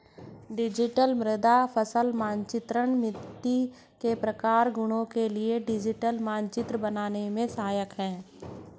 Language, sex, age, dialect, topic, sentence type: Hindi, female, 18-24, Hindustani Malvi Khadi Boli, agriculture, statement